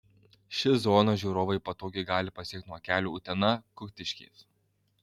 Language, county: Lithuanian, Kaunas